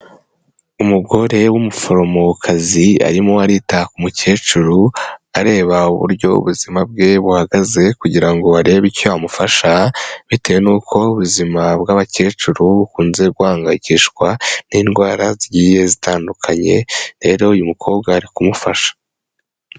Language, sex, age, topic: Kinyarwanda, male, 18-24, health